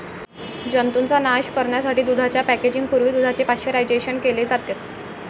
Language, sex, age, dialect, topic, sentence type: Marathi, female, <18, Varhadi, agriculture, statement